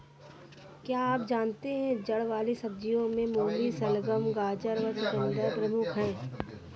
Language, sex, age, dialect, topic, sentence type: Hindi, female, 60-100, Kanauji Braj Bhasha, agriculture, statement